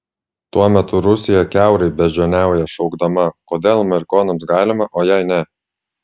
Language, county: Lithuanian, Klaipėda